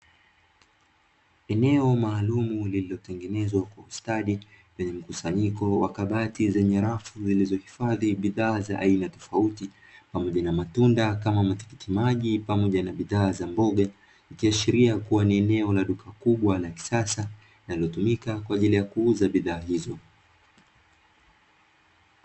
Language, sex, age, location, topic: Swahili, male, 25-35, Dar es Salaam, finance